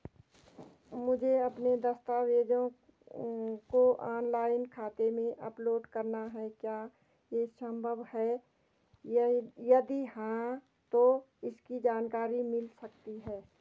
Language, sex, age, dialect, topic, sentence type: Hindi, female, 46-50, Garhwali, banking, question